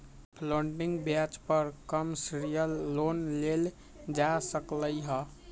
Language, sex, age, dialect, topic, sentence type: Magahi, male, 56-60, Western, banking, statement